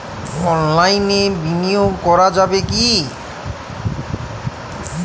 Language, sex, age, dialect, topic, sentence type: Bengali, male, 31-35, Jharkhandi, banking, question